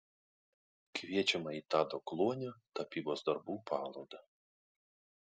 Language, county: Lithuanian, Kaunas